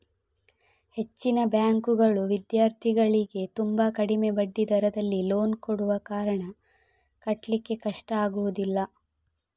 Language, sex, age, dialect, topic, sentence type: Kannada, female, 25-30, Coastal/Dakshin, banking, statement